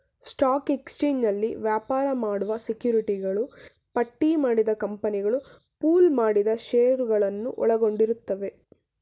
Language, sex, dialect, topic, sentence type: Kannada, female, Mysore Kannada, banking, statement